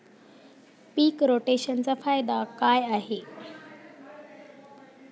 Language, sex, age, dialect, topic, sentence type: Marathi, female, 31-35, Standard Marathi, agriculture, question